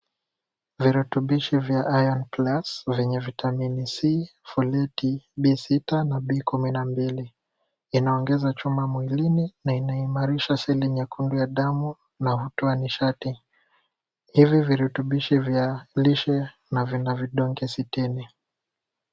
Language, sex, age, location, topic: Swahili, male, 18-24, Kisumu, health